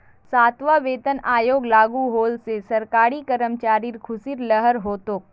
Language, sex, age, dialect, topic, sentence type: Magahi, female, 18-24, Northeastern/Surjapuri, banking, statement